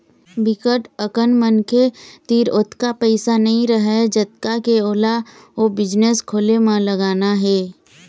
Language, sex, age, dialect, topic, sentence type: Chhattisgarhi, female, 25-30, Eastern, banking, statement